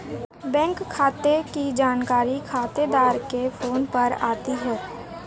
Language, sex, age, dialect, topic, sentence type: Hindi, female, 18-24, Marwari Dhudhari, banking, statement